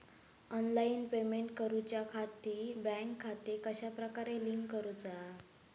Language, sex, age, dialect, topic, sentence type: Marathi, female, 18-24, Southern Konkan, banking, question